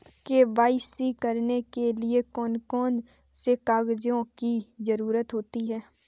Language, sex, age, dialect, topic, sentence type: Hindi, female, 25-30, Kanauji Braj Bhasha, banking, question